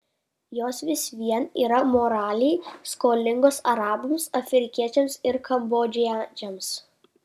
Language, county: Lithuanian, Kaunas